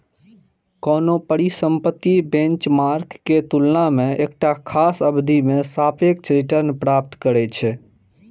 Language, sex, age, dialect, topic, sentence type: Maithili, male, 18-24, Eastern / Thethi, banking, statement